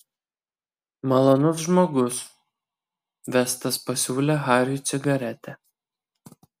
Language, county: Lithuanian, Kaunas